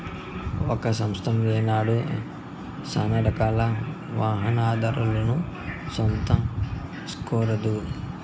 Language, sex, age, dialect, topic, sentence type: Telugu, male, 18-24, Southern, banking, statement